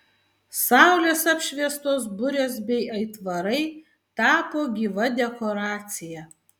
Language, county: Lithuanian, Vilnius